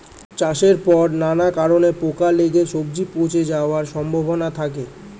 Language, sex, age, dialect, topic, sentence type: Bengali, male, 18-24, Standard Colloquial, agriculture, statement